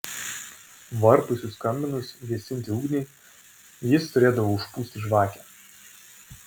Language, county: Lithuanian, Vilnius